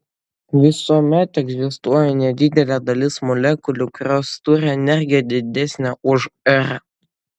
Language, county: Lithuanian, Utena